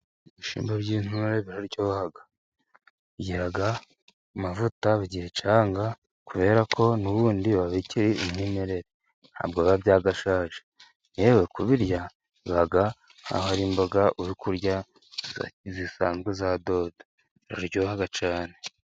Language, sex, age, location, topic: Kinyarwanda, male, 36-49, Musanze, agriculture